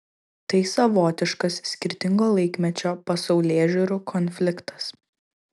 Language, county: Lithuanian, Kaunas